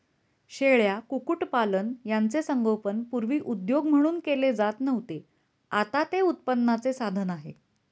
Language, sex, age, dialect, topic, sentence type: Marathi, female, 36-40, Standard Marathi, agriculture, statement